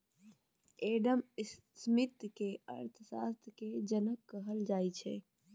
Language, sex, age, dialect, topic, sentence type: Maithili, female, 18-24, Bajjika, banking, statement